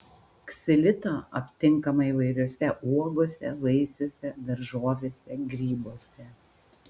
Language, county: Lithuanian, Panevėžys